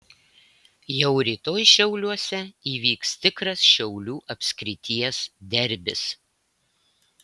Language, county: Lithuanian, Klaipėda